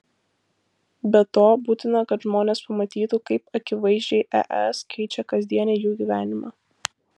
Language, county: Lithuanian, Vilnius